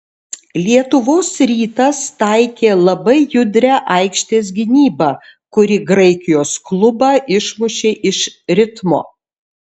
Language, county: Lithuanian, Šiauliai